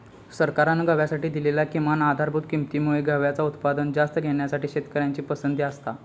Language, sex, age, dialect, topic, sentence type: Marathi, male, 18-24, Southern Konkan, agriculture, statement